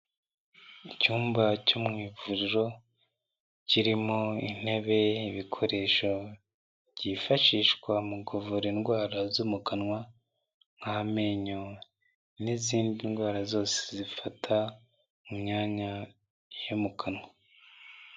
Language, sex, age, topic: Kinyarwanda, male, 25-35, health